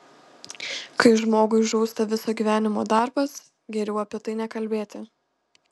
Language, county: Lithuanian, Panevėžys